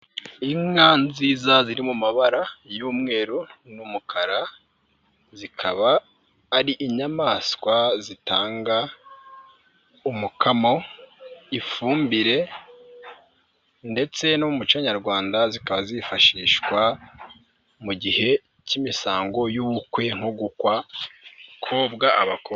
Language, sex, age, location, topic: Kinyarwanda, male, 25-35, Nyagatare, agriculture